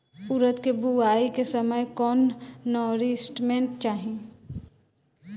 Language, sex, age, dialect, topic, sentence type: Bhojpuri, female, 18-24, Southern / Standard, agriculture, question